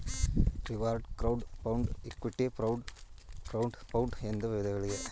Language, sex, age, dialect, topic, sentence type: Kannada, male, 31-35, Mysore Kannada, banking, statement